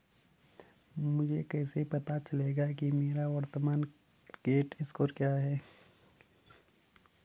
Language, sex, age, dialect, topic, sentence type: Hindi, male, 18-24, Hindustani Malvi Khadi Boli, banking, question